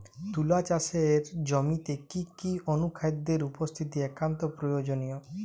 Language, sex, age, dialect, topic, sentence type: Bengali, male, 25-30, Jharkhandi, agriculture, question